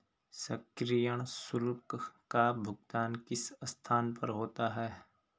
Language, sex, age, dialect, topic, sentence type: Hindi, male, 25-30, Garhwali, banking, statement